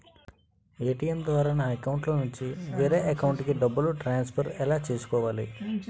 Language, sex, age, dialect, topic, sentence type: Telugu, male, 18-24, Utterandhra, banking, question